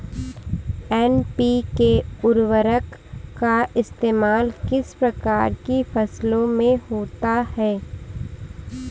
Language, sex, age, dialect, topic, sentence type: Hindi, female, 18-24, Kanauji Braj Bhasha, agriculture, statement